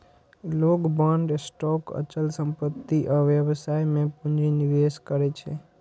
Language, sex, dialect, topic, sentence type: Maithili, male, Eastern / Thethi, banking, statement